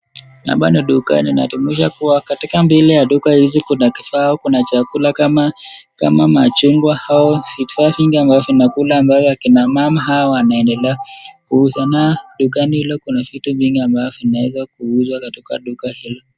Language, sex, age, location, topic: Swahili, male, 25-35, Nakuru, finance